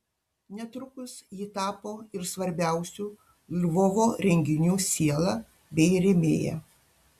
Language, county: Lithuanian, Panevėžys